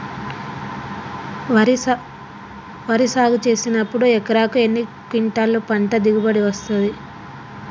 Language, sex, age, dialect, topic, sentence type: Telugu, female, 25-30, Telangana, agriculture, question